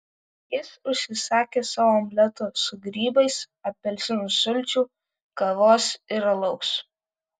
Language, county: Lithuanian, Vilnius